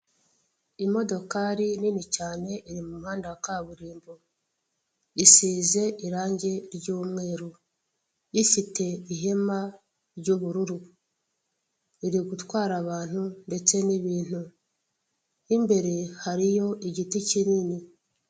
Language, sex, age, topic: Kinyarwanda, female, 36-49, government